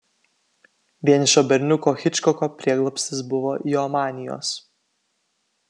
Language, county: Lithuanian, Kaunas